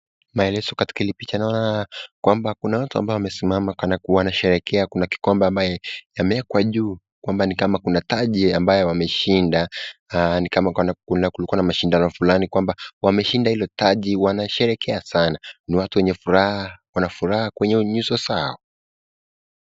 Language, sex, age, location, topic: Swahili, male, 18-24, Nakuru, government